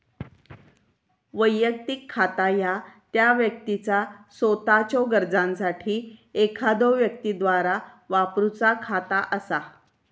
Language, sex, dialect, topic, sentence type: Marathi, female, Southern Konkan, banking, statement